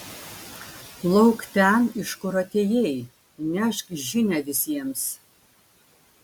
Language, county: Lithuanian, Klaipėda